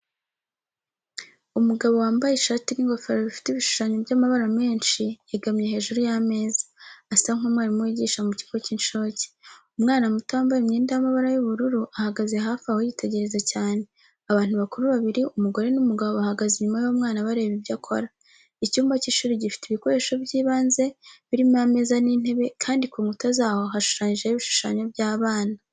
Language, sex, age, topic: Kinyarwanda, female, 18-24, education